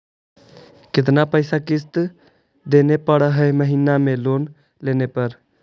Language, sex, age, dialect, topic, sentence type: Magahi, male, 18-24, Central/Standard, banking, question